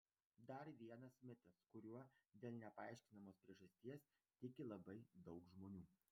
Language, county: Lithuanian, Vilnius